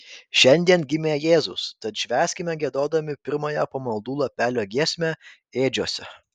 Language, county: Lithuanian, Vilnius